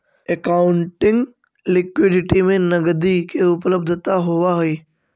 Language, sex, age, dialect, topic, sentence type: Magahi, male, 46-50, Central/Standard, banking, statement